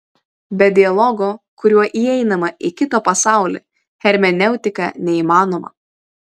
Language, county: Lithuanian, Vilnius